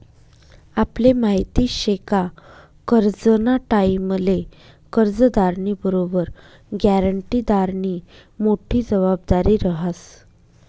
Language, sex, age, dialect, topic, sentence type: Marathi, female, 25-30, Northern Konkan, banking, statement